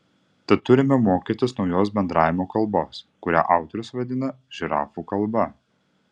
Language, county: Lithuanian, Utena